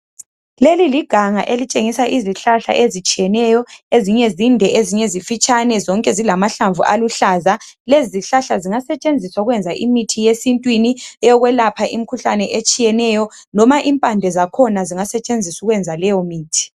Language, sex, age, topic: North Ndebele, male, 25-35, health